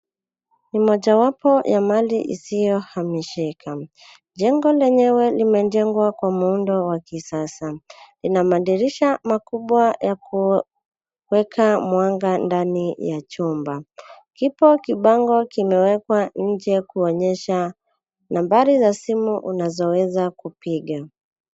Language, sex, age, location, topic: Swahili, female, 18-24, Nairobi, finance